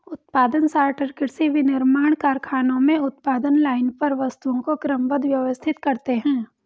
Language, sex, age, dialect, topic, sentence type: Hindi, female, 18-24, Hindustani Malvi Khadi Boli, agriculture, statement